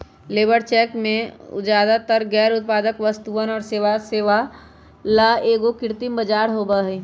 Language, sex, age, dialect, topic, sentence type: Magahi, male, 31-35, Western, banking, statement